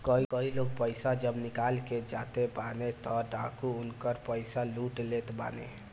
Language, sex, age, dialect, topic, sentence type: Bhojpuri, male, 18-24, Northern, banking, statement